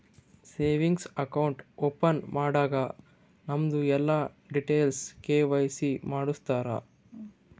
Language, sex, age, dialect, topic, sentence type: Kannada, male, 18-24, Northeastern, banking, statement